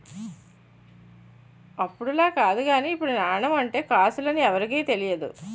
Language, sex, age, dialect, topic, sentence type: Telugu, female, 56-60, Utterandhra, banking, statement